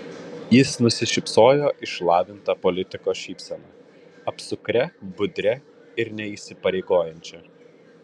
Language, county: Lithuanian, Kaunas